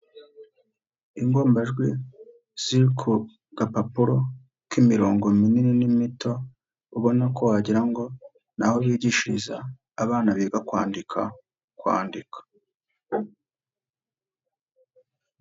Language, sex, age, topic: Kinyarwanda, female, 50+, education